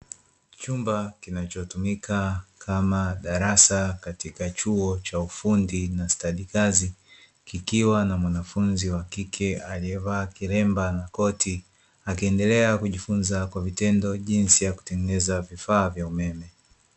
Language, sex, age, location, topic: Swahili, male, 25-35, Dar es Salaam, education